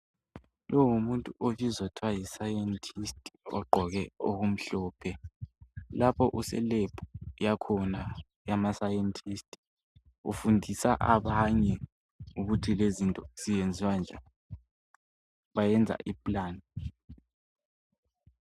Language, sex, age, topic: North Ndebele, female, 50+, health